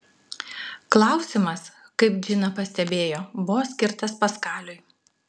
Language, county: Lithuanian, Klaipėda